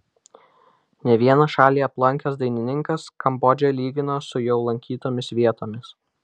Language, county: Lithuanian, Vilnius